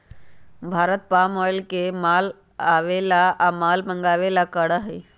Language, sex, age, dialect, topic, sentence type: Magahi, female, 18-24, Western, agriculture, statement